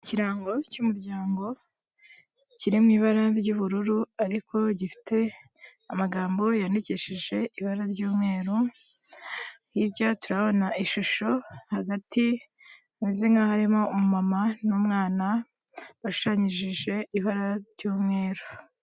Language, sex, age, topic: Kinyarwanda, female, 18-24, health